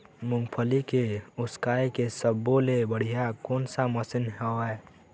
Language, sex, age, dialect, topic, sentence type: Chhattisgarhi, male, 18-24, Eastern, agriculture, question